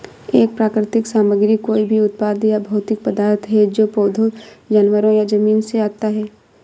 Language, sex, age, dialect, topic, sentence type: Hindi, female, 25-30, Marwari Dhudhari, agriculture, statement